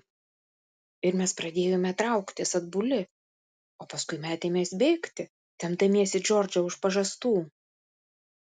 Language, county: Lithuanian, Vilnius